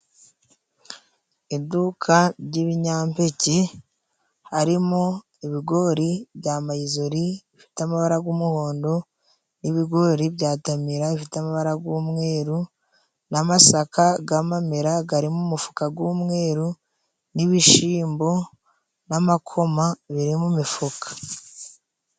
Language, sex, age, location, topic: Kinyarwanda, female, 25-35, Musanze, agriculture